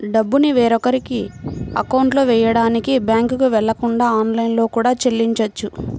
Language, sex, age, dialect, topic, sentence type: Telugu, female, 25-30, Central/Coastal, banking, statement